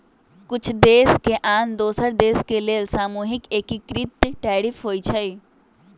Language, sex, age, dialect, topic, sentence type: Magahi, female, 18-24, Western, banking, statement